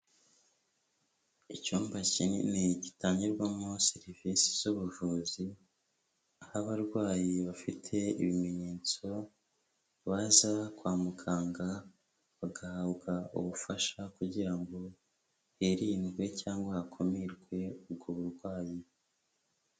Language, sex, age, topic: Kinyarwanda, male, 25-35, health